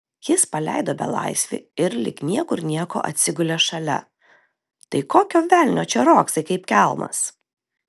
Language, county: Lithuanian, Telšiai